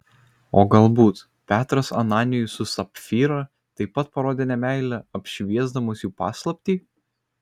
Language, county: Lithuanian, Kaunas